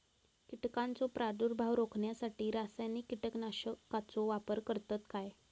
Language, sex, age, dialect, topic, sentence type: Marathi, female, 18-24, Southern Konkan, agriculture, question